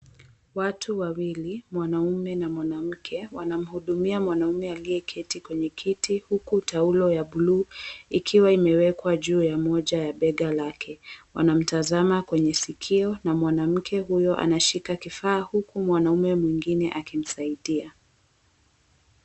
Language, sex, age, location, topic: Swahili, female, 18-24, Mombasa, health